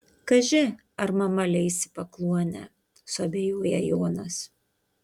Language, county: Lithuanian, Panevėžys